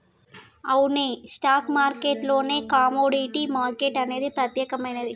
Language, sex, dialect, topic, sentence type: Telugu, female, Telangana, banking, statement